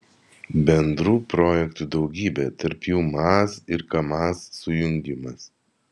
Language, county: Lithuanian, Vilnius